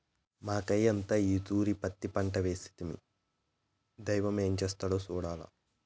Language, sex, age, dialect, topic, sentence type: Telugu, male, 18-24, Southern, agriculture, statement